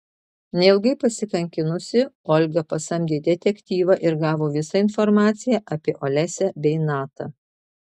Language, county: Lithuanian, Marijampolė